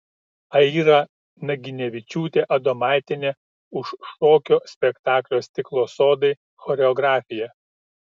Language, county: Lithuanian, Kaunas